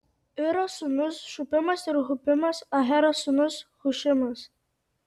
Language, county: Lithuanian, Tauragė